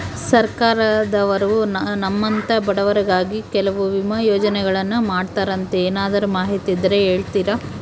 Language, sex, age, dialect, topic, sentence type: Kannada, female, 18-24, Central, banking, question